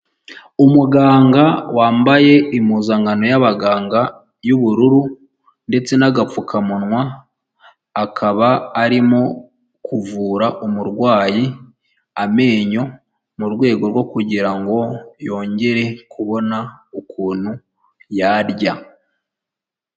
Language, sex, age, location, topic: Kinyarwanda, female, 18-24, Huye, health